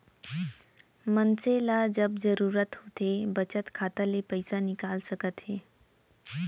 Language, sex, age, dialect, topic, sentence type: Chhattisgarhi, female, 18-24, Central, banking, statement